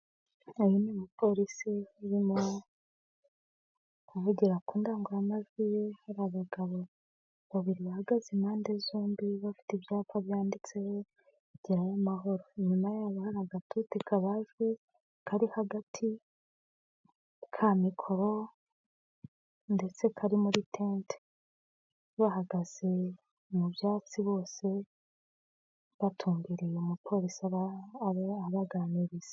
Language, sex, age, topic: Kinyarwanda, female, 25-35, government